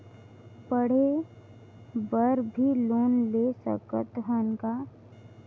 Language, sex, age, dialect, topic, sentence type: Chhattisgarhi, female, 18-24, Northern/Bhandar, banking, question